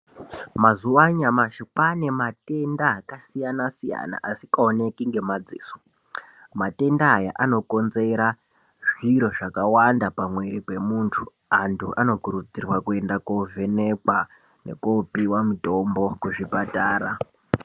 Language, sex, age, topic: Ndau, male, 18-24, health